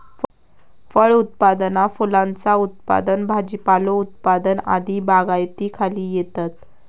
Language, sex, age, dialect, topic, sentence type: Marathi, female, 18-24, Southern Konkan, agriculture, statement